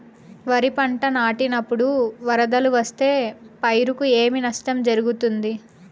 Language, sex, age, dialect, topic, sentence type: Telugu, female, 18-24, Southern, agriculture, question